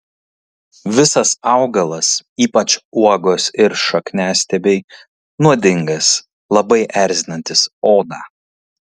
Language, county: Lithuanian, Kaunas